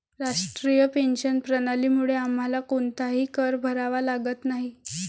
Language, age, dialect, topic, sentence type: Marathi, 25-30, Varhadi, banking, statement